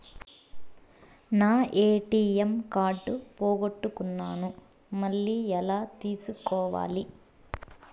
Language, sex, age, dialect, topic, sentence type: Telugu, female, 25-30, Southern, banking, question